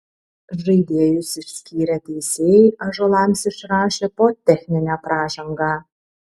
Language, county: Lithuanian, Vilnius